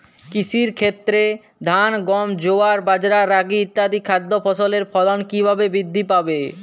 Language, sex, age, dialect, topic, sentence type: Bengali, male, 18-24, Jharkhandi, agriculture, question